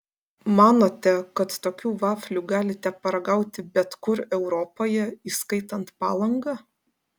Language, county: Lithuanian, Panevėžys